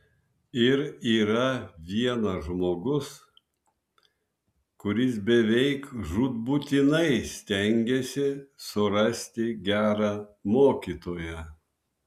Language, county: Lithuanian, Vilnius